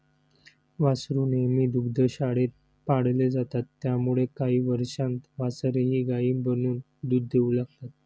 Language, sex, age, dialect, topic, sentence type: Marathi, male, 31-35, Standard Marathi, agriculture, statement